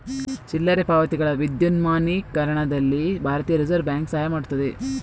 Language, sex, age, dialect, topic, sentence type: Kannada, female, 25-30, Coastal/Dakshin, banking, statement